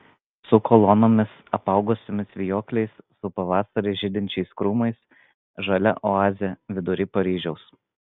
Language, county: Lithuanian, Vilnius